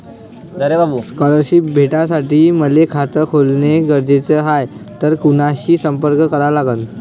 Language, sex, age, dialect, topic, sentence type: Marathi, male, 25-30, Varhadi, banking, question